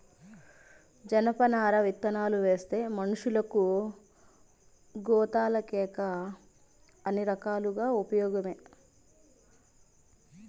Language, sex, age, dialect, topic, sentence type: Telugu, female, 31-35, Southern, agriculture, statement